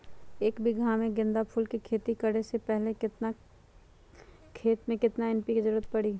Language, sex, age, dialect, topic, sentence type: Magahi, female, 51-55, Western, agriculture, question